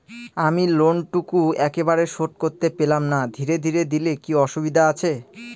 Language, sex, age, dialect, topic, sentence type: Bengali, male, 18-24, Northern/Varendri, banking, question